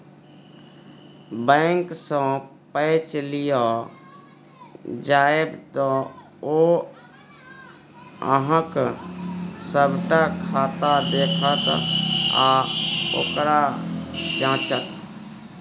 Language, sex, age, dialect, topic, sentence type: Maithili, male, 36-40, Bajjika, banking, statement